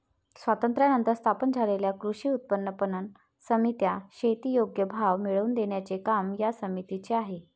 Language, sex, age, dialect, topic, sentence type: Marathi, female, 31-35, Varhadi, agriculture, statement